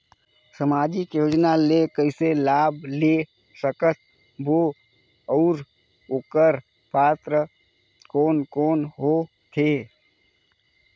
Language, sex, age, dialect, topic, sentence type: Chhattisgarhi, male, 25-30, Northern/Bhandar, banking, question